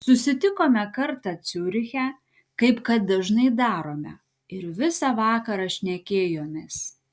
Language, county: Lithuanian, Klaipėda